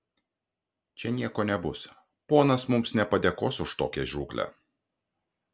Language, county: Lithuanian, Klaipėda